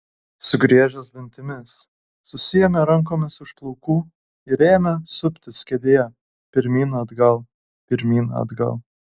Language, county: Lithuanian, Kaunas